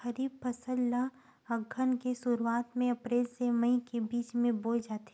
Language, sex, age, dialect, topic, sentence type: Chhattisgarhi, female, 18-24, Western/Budati/Khatahi, agriculture, statement